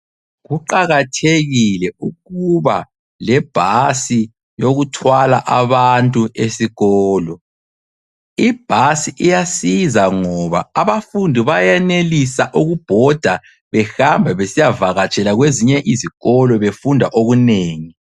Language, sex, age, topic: North Ndebele, male, 25-35, education